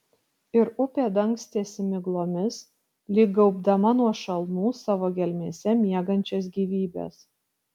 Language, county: Lithuanian, Kaunas